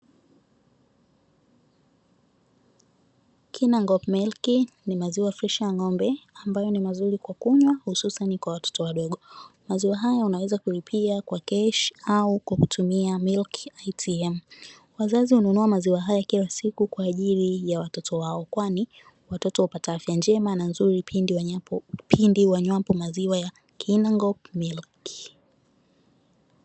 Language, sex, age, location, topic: Swahili, female, 18-24, Dar es Salaam, finance